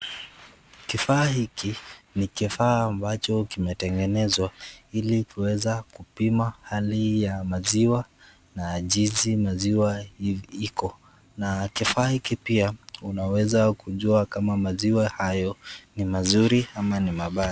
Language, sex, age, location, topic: Swahili, male, 36-49, Nakuru, agriculture